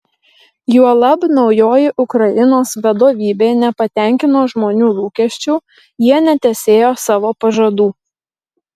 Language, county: Lithuanian, Marijampolė